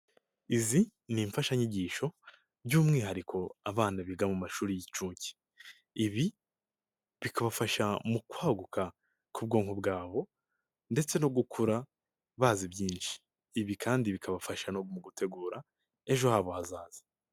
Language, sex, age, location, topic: Kinyarwanda, male, 18-24, Nyagatare, education